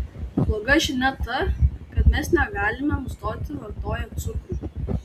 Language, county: Lithuanian, Tauragė